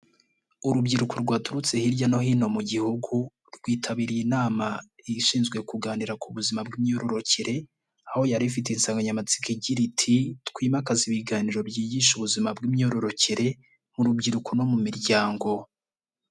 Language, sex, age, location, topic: Kinyarwanda, male, 18-24, Nyagatare, health